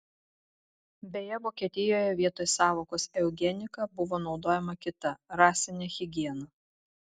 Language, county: Lithuanian, Vilnius